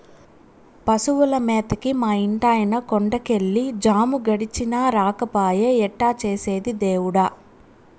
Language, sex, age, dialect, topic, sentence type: Telugu, female, 25-30, Southern, agriculture, statement